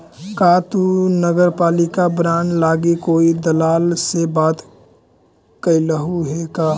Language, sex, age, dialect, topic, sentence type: Magahi, male, 18-24, Central/Standard, banking, statement